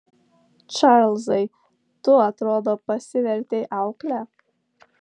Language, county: Lithuanian, Tauragė